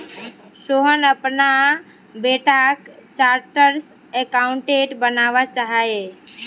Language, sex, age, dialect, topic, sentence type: Magahi, female, 18-24, Northeastern/Surjapuri, banking, statement